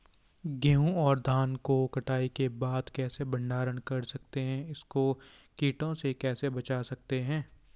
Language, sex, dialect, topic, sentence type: Hindi, male, Garhwali, agriculture, question